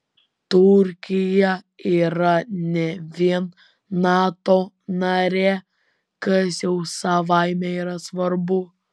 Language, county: Lithuanian, Vilnius